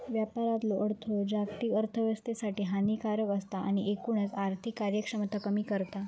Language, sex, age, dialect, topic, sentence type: Marathi, female, 25-30, Southern Konkan, banking, statement